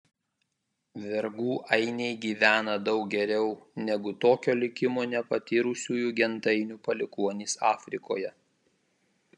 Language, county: Lithuanian, Kaunas